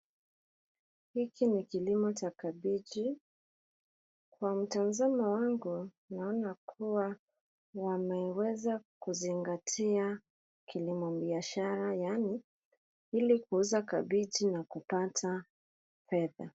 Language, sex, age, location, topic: Swahili, female, 25-35, Nairobi, agriculture